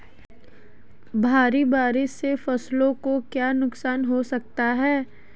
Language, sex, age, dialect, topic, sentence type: Hindi, female, 18-24, Marwari Dhudhari, agriculture, question